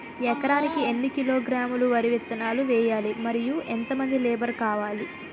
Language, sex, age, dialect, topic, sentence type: Telugu, female, 18-24, Utterandhra, agriculture, question